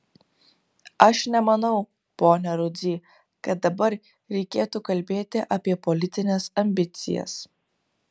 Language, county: Lithuanian, Kaunas